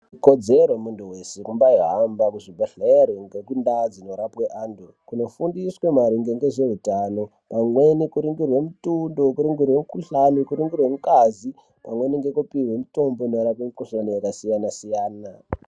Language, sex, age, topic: Ndau, male, 18-24, health